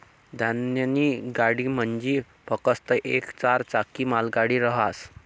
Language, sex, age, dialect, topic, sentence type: Marathi, male, 18-24, Northern Konkan, agriculture, statement